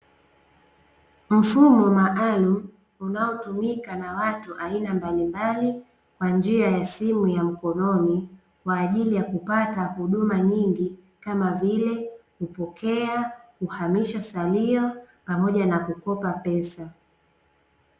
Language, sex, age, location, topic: Swahili, female, 18-24, Dar es Salaam, finance